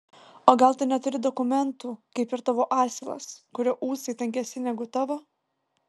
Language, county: Lithuanian, Vilnius